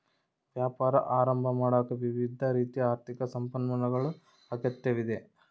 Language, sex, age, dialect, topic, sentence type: Kannada, male, 25-30, Central, banking, statement